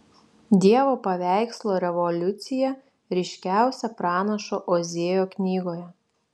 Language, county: Lithuanian, Šiauliai